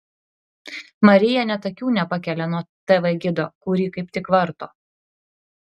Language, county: Lithuanian, Klaipėda